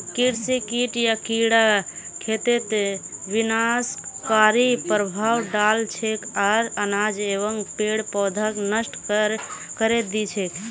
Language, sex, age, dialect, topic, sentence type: Magahi, male, 25-30, Northeastern/Surjapuri, agriculture, statement